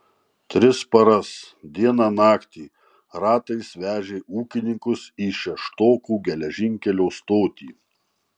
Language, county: Lithuanian, Marijampolė